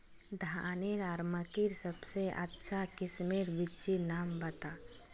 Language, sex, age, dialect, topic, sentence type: Magahi, female, 18-24, Northeastern/Surjapuri, agriculture, question